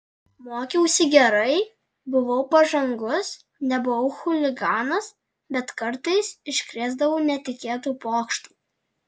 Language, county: Lithuanian, Alytus